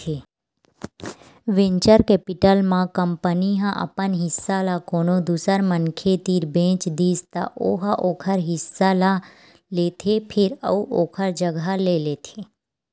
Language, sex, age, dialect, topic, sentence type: Chhattisgarhi, female, 18-24, Western/Budati/Khatahi, banking, statement